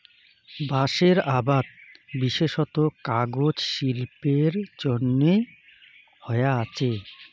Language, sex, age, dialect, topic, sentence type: Bengali, male, 25-30, Rajbangshi, agriculture, statement